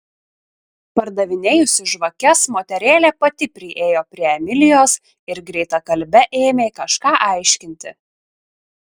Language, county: Lithuanian, Šiauliai